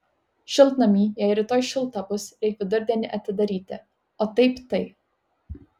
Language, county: Lithuanian, Kaunas